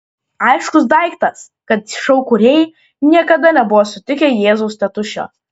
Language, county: Lithuanian, Klaipėda